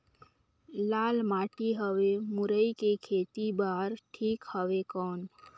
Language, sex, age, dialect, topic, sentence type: Chhattisgarhi, female, 18-24, Northern/Bhandar, agriculture, question